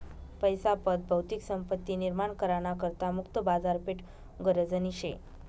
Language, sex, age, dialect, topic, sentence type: Marathi, female, 18-24, Northern Konkan, banking, statement